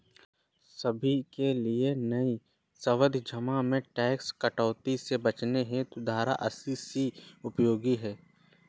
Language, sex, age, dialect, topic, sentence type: Hindi, male, 18-24, Awadhi Bundeli, banking, statement